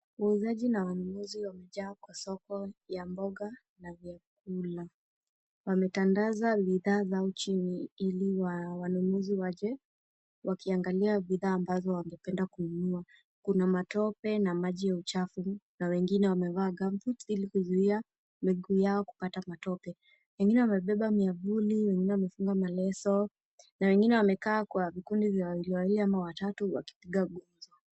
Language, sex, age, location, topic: Swahili, female, 18-24, Kisumu, finance